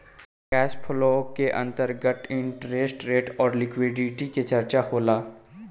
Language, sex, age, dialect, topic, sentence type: Bhojpuri, male, 18-24, Southern / Standard, banking, statement